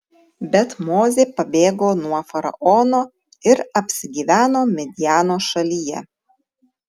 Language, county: Lithuanian, Tauragė